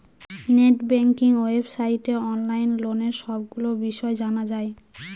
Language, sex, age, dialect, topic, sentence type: Bengali, female, 25-30, Northern/Varendri, banking, statement